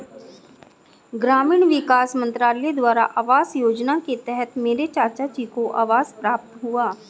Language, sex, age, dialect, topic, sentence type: Hindi, female, 36-40, Hindustani Malvi Khadi Boli, agriculture, statement